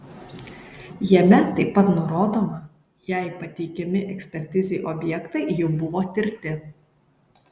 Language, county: Lithuanian, Kaunas